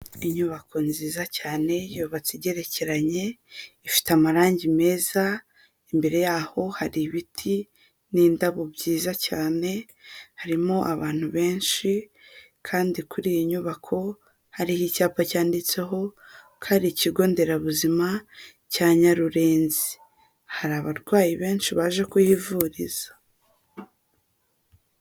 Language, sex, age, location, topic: Kinyarwanda, female, 18-24, Huye, health